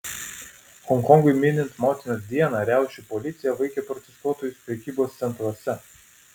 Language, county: Lithuanian, Vilnius